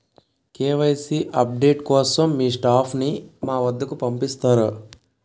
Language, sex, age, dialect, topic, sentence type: Telugu, male, 18-24, Utterandhra, banking, question